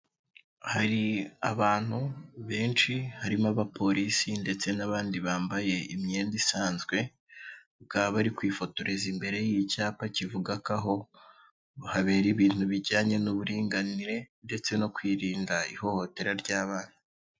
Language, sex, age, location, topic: Kinyarwanda, male, 18-24, Kigali, health